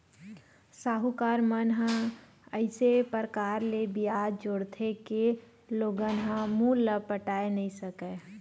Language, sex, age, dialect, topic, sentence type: Chhattisgarhi, female, 31-35, Western/Budati/Khatahi, banking, statement